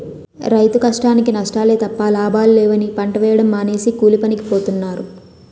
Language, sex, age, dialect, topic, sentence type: Telugu, female, 18-24, Utterandhra, agriculture, statement